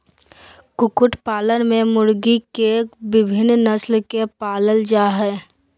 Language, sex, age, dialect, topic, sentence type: Magahi, female, 18-24, Southern, agriculture, statement